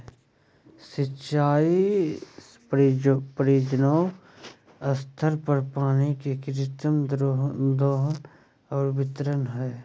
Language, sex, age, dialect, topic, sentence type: Magahi, male, 31-35, Southern, agriculture, statement